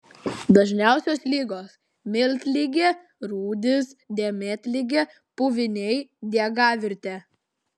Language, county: Lithuanian, Klaipėda